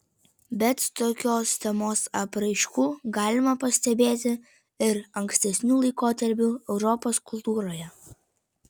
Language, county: Lithuanian, Vilnius